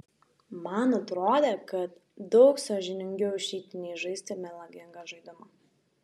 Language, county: Lithuanian, Šiauliai